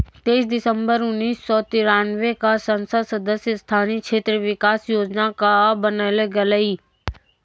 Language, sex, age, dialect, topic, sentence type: Maithili, female, 18-24, Angika, banking, statement